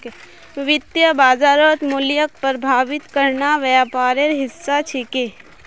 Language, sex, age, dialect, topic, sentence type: Magahi, female, 18-24, Northeastern/Surjapuri, banking, statement